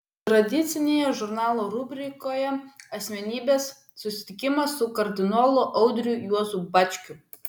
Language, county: Lithuanian, Vilnius